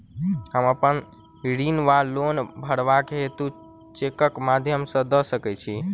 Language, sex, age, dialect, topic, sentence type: Maithili, male, 18-24, Southern/Standard, banking, question